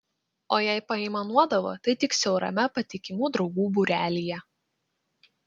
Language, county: Lithuanian, Klaipėda